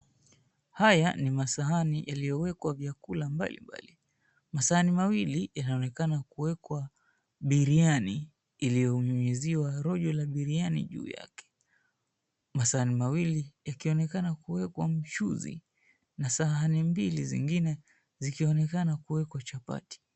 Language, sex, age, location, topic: Swahili, male, 25-35, Mombasa, agriculture